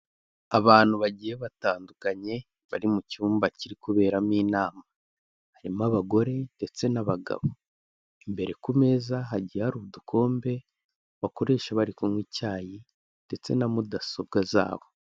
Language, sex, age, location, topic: Kinyarwanda, male, 18-24, Kigali, health